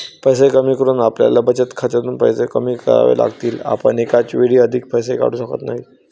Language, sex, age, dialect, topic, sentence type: Marathi, male, 18-24, Varhadi, banking, statement